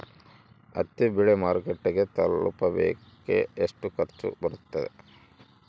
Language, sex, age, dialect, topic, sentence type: Kannada, male, 46-50, Central, agriculture, question